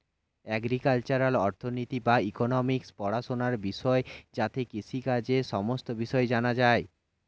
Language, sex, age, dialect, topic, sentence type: Bengali, male, 18-24, Standard Colloquial, banking, statement